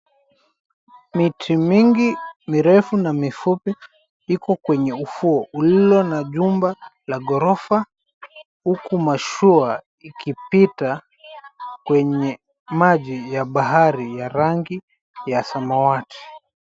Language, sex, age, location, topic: Swahili, male, 25-35, Mombasa, government